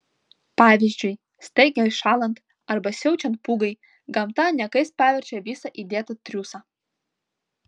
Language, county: Lithuanian, Vilnius